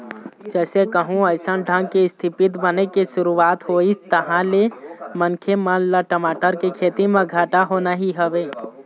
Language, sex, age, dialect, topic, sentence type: Chhattisgarhi, male, 18-24, Eastern, banking, statement